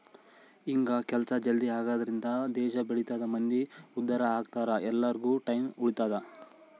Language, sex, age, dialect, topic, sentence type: Kannada, male, 25-30, Central, banking, statement